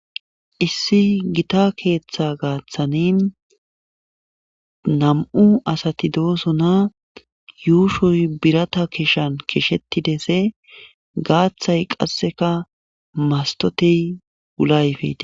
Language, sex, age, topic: Gamo, male, 18-24, government